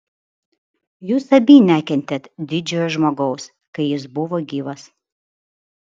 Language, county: Lithuanian, Vilnius